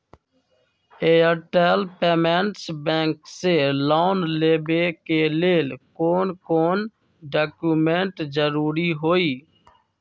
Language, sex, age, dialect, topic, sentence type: Magahi, male, 25-30, Western, banking, question